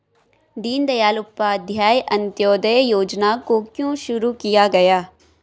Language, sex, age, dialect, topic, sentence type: Hindi, female, 18-24, Hindustani Malvi Khadi Boli, banking, statement